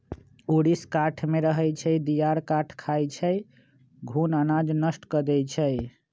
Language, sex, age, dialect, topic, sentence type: Magahi, male, 46-50, Western, agriculture, statement